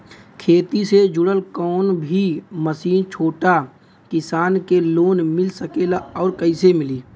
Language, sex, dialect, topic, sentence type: Bhojpuri, male, Western, agriculture, question